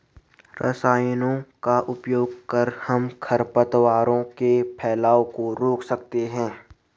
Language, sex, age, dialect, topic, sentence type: Hindi, male, 18-24, Garhwali, agriculture, statement